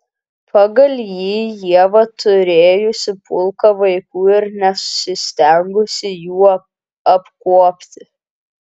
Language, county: Lithuanian, Kaunas